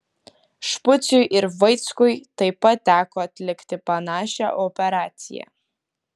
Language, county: Lithuanian, Kaunas